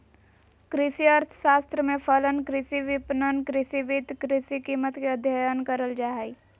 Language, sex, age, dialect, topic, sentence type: Magahi, female, 18-24, Southern, banking, statement